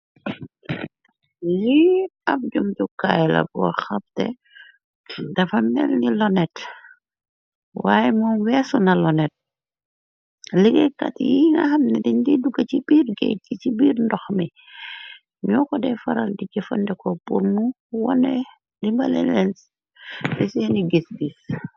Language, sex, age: Wolof, female, 18-24